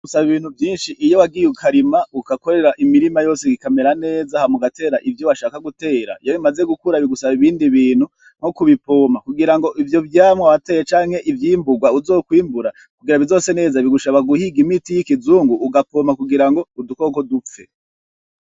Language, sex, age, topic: Rundi, male, 25-35, agriculture